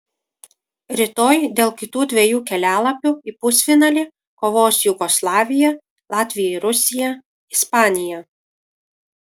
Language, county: Lithuanian, Kaunas